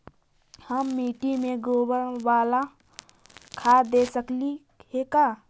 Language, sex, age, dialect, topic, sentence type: Magahi, female, 18-24, Central/Standard, agriculture, question